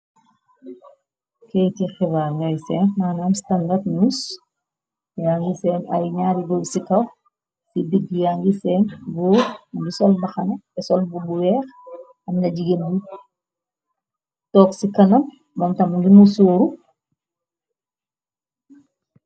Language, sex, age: Wolof, male, 18-24